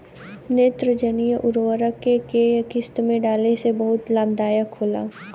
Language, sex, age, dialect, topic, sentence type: Bhojpuri, female, 18-24, Southern / Standard, agriculture, question